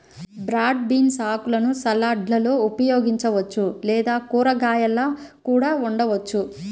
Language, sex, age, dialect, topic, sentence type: Telugu, female, 25-30, Central/Coastal, agriculture, statement